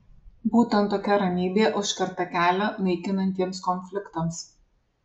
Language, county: Lithuanian, Alytus